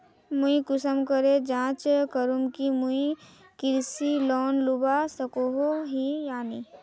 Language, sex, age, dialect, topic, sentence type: Magahi, female, 25-30, Northeastern/Surjapuri, banking, question